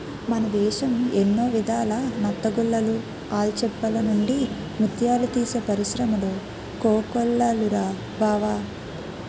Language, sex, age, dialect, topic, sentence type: Telugu, female, 18-24, Utterandhra, agriculture, statement